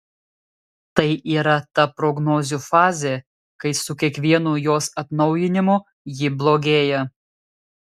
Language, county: Lithuanian, Telšiai